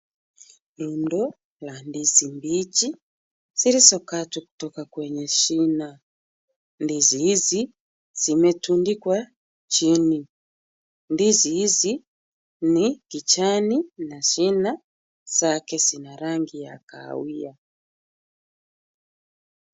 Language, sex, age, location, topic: Swahili, female, 36-49, Kisumu, agriculture